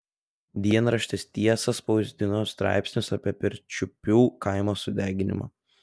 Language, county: Lithuanian, Telšiai